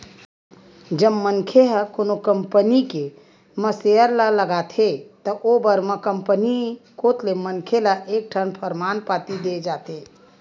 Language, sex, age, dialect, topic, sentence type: Chhattisgarhi, female, 18-24, Western/Budati/Khatahi, banking, statement